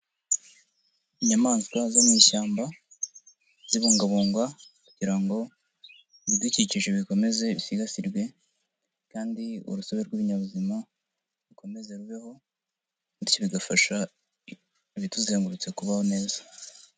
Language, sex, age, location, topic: Kinyarwanda, male, 50+, Huye, agriculture